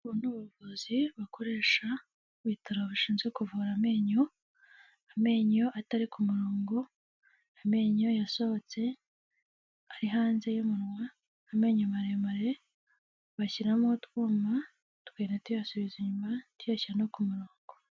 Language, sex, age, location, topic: Kinyarwanda, female, 18-24, Kigali, health